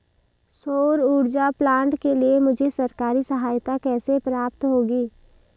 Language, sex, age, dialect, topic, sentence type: Hindi, female, 18-24, Marwari Dhudhari, agriculture, question